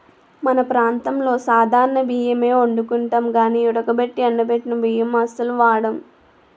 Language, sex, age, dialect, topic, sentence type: Telugu, female, 18-24, Utterandhra, agriculture, statement